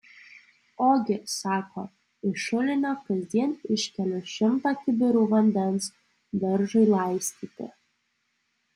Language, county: Lithuanian, Alytus